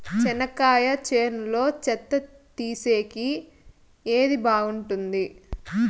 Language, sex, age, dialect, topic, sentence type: Telugu, female, 18-24, Southern, agriculture, question